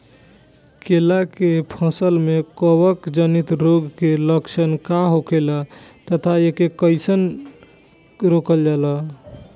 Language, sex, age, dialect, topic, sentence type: Bhojpuri, male, 18-24, Northern, agriculture, question